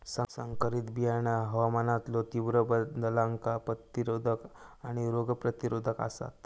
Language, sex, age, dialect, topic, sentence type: Marathi, male, 18-24, Southern Konkan, agriculture, statement